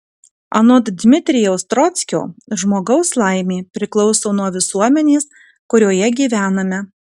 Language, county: Lithuanian, Kaunas